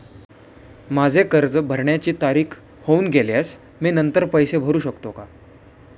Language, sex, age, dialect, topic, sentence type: Marathi, male, 18-24, Standard Marathi, banking, question